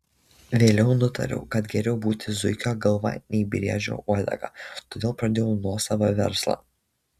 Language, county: Lithuanian, Šiauliai